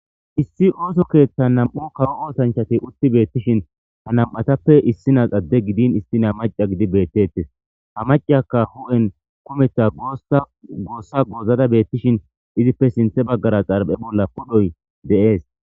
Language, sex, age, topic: Gamo, male, 25-35, government